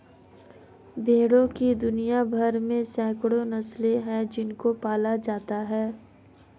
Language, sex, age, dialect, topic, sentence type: Hindi, female, 25-30, Marwari Dhudhari, agriculture, statement